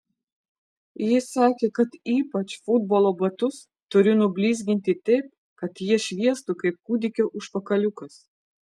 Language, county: Lithuanian, Vilnius